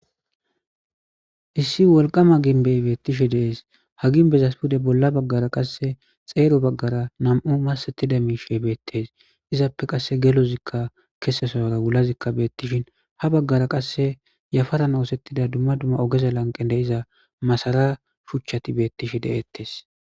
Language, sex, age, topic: Gamo, male, 25-35, government